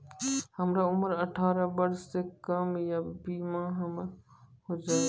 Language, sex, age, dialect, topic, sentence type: Maithili, male, 18-24, Angika, banking, question